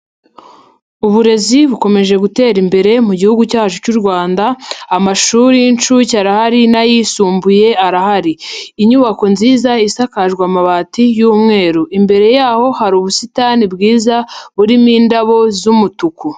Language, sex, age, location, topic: Kinyarwanda, female, 50+, Nyagatare, education